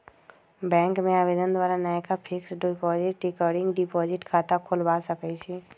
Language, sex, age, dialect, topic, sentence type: Magahi, female, 25-30, Western, banking, statement